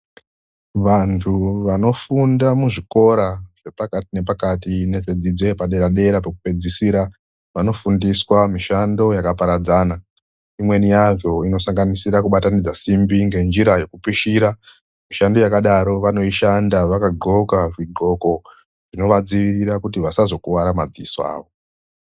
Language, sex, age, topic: Ndau, male, 36-49, education